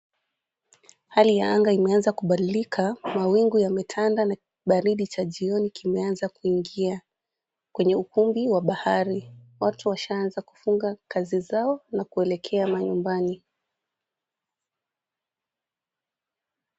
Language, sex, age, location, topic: Swahili, female, 25-35, Mombasa, government